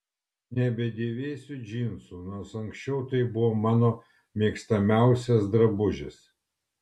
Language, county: Lithuanian, Kaunas